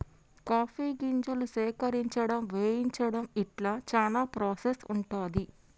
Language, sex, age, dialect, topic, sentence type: Telugu, female, 60-100, Telangana, agriculture, statement